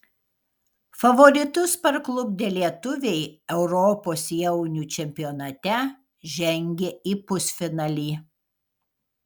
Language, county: Lithuanian, Kaunas